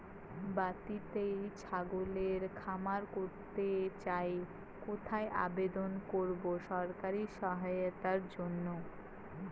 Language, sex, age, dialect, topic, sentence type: Bengali, female, 18-24, Rajbangshi, agriculture, question